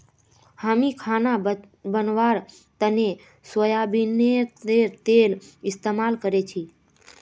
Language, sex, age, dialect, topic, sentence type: Magahi, female, 18-24, Northeastern/Surjapuri, agriculture, statement